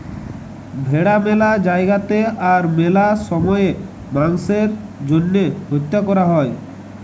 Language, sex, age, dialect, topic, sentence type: Bengali, male, 18-24, Jharkhandi, agriculture, statement